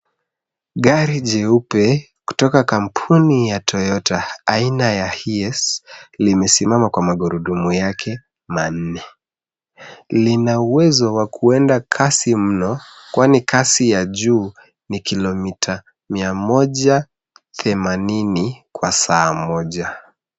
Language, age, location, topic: Swahili, 25-35, Nairobi, finance